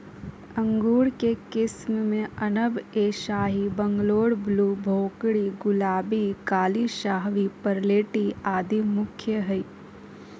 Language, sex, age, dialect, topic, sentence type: Magahi, female, 18-24, Southern, agriculture, statement